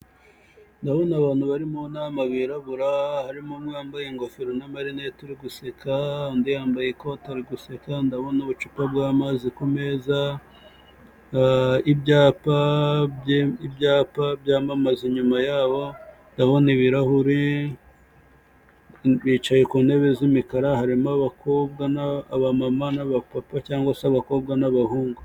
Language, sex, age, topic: Kinyarwanda, male, 18-24, finance